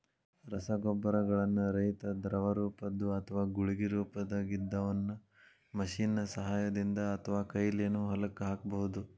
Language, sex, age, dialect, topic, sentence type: Kannada, male, 18-24, Dharwad Kannada, agriculture, statement